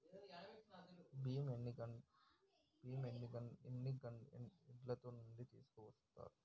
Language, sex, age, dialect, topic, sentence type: Telugu, male, 18-24, Telangana, banking, question